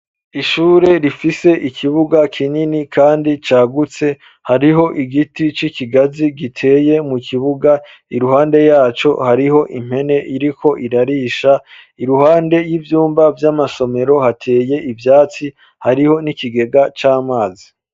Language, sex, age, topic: Rundi, male, 25-35, education